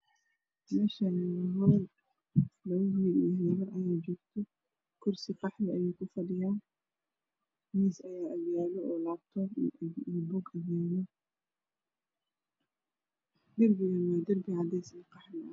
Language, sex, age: Somali, female, 25-35